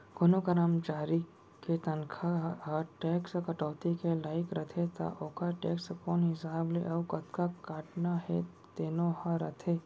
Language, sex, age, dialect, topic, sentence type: Chhattisgarhi, male, 18-24, Central, banking, statement